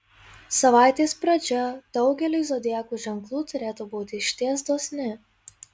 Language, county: Lithuanian, Marijampolė